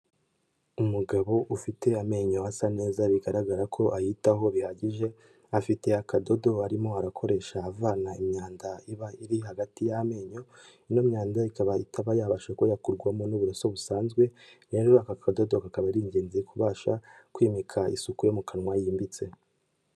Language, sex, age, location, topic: Kinyarwanda, male, 18-24, Kigali, health